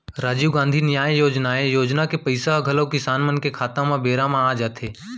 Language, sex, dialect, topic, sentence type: Chhattisgarhi, male, Central, banking, statement